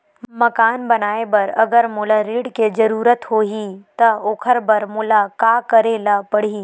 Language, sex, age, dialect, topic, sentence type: Chhattisgarhi, female, 51-55, Western/Budati/Khatahi, banking, question